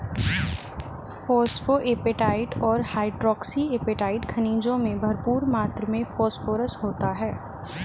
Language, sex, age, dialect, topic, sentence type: Hindi, female, 25-30, Hindustani Malvi Khadi Boli, agriculture, statement